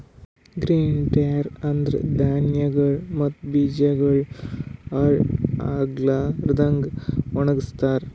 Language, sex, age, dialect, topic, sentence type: Kannada, male, 18-24, Northeastern, agriculture, statement